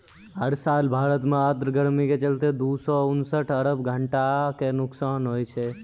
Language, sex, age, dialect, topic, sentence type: Maithili, male, 18-24, Angika, agriculture, statement